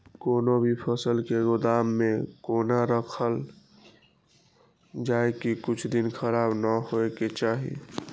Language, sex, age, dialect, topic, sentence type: Maithili, male, 18-24, Eastern / Thethi, agriculture, question